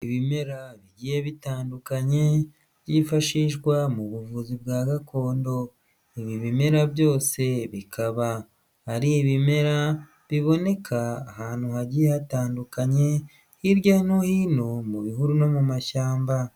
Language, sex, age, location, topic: Kinyarwanda, male, 25-35, Huye, health